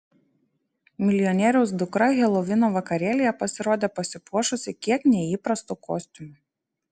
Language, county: Lithuanian, Šiauliai